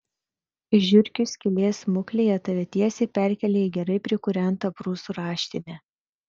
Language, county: Lithuanian, Vilnius